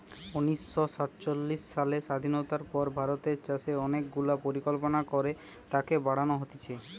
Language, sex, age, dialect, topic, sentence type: Bengali, male, 18-24, Western, agriculture, statement